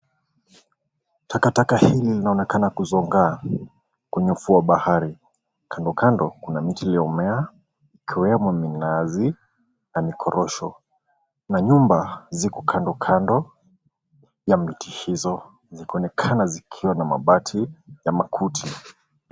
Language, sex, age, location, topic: Swahili, male, 25-35, Mombasa, agriculture